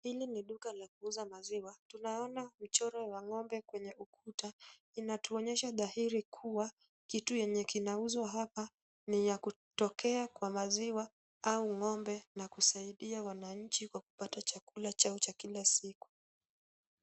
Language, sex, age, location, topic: Swahili, female, 18-24, Kisumu, finance